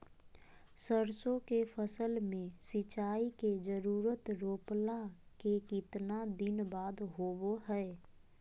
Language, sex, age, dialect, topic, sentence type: Magahi, female, 25-30, Southern, agriculture, question